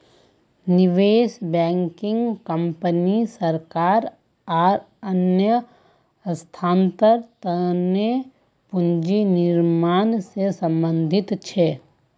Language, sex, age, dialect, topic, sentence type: Magahi, female, 18-24, Northeastern/Surjapuri, banking, statement